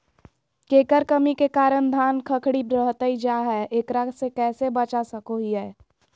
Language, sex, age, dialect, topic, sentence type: Magahi, female, 31-35, Southern, agriculture, question